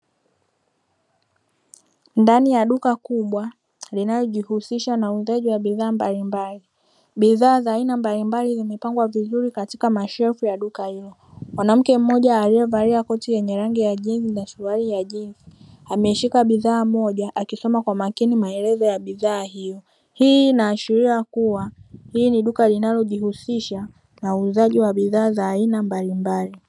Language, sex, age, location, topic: Swahili, female, 18-24, Dar es Salaam, finance